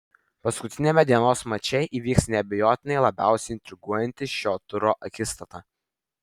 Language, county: Lithuanian, Vilnius